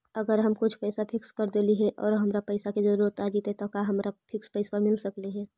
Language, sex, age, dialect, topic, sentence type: Magahi, female, 25-30, Central/Standard, banking, question